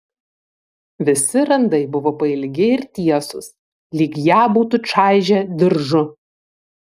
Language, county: Lithuanian, Vilnius